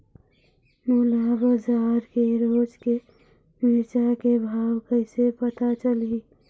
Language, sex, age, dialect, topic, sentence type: Chhattisgarhi, female, 51-55, Eastern, agriculture, question